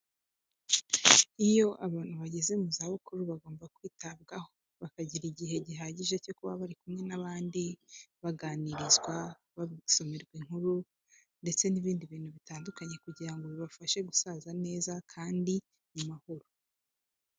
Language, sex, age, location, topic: Kinyarwanda, female, 18-24, Kigali, health